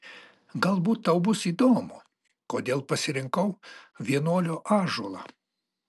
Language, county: Lithuanian, Alytus